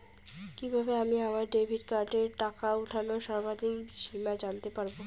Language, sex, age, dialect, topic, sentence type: Bengali, female, 18-24, Rajbangshi, banking, question